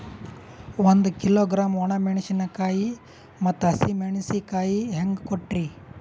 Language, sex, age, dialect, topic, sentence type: Kannada, male, 18-24, Northeastern, agriculture, question